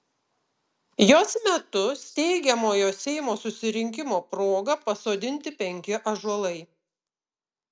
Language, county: Lithuanian, Utena